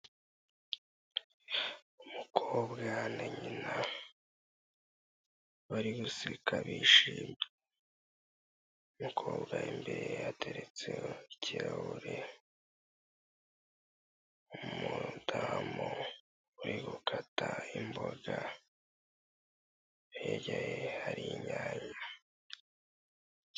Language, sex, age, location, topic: Kinyarwanda, male, 18-24, Kigali, health